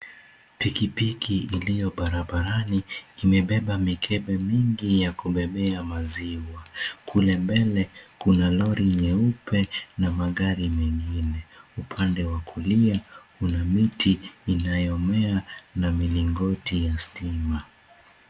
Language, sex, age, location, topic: Swahili, male, 18-24, Mombasa, agriculture